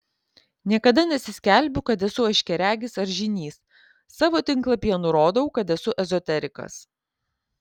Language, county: Lithuanian, Kaunas